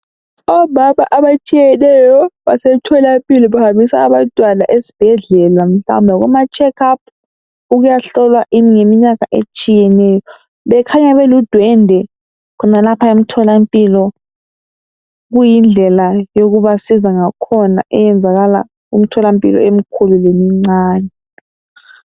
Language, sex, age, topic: North Ndebele, female, 18-24, health